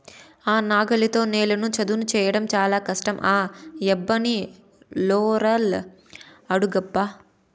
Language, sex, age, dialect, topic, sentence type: Telugu, female, 18-24, Southern, agriculture, statement